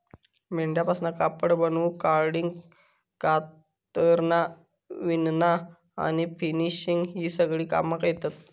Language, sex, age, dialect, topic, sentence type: Marathi, male, 25-30, Southern Konkan, agriculture, statement